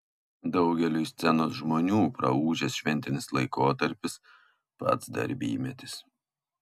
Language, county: Lithuanian, Kaunas